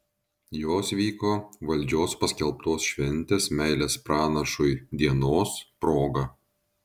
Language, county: Lithuanian, Šiauliai